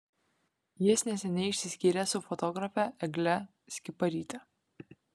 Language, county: Lithuanian, Kaunas